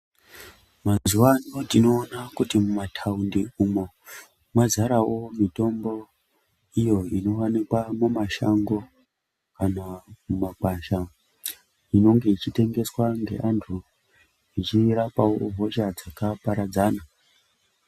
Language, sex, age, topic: Ndau, male, 18-24, health